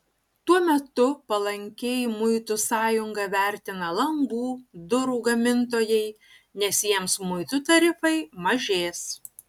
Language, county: Lithuanian, Utena